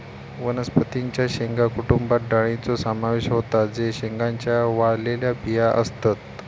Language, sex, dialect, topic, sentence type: Marathi, male, Southern Konkan, agriculture, statement